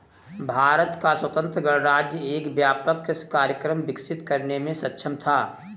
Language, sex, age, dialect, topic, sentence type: Hindi, male, 18-24, Awadhi Bundeli, agriculture, statement